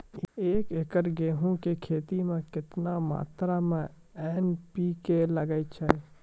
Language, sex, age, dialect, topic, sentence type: Maithili, male, 18-24, Angika, agriculture, question